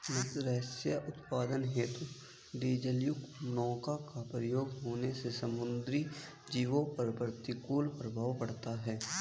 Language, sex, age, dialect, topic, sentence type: Hindi, male, 18-24, Hindustani Malvi Khadi Boli, agriculture, statement